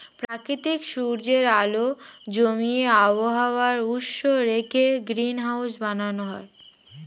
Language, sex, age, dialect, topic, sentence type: Bengali, female, 18-24, Standard Colloquial, agriculture, statement